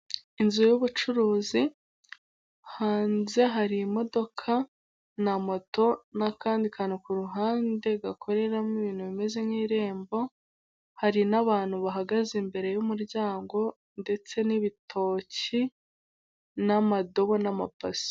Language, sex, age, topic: Kinyarwanda, female, 18-24, government